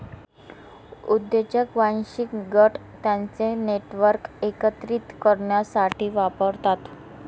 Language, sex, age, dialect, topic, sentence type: Marathi, female, 25-30, Northern Konkan, banking, statement